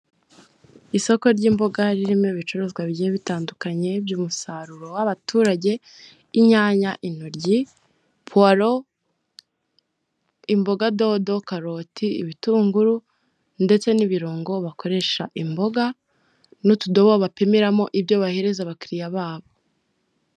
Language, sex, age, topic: Kinyarwanda, female, 18-24, finance